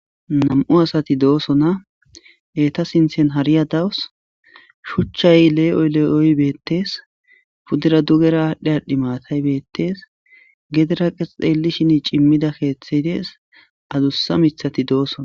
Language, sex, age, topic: Gamo, male, 18-24, agriculture